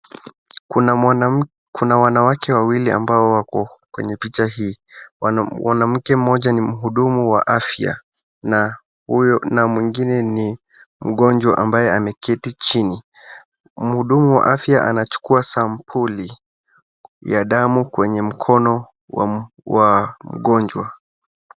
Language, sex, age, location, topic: Swahili, male, 18-24, Wajir, health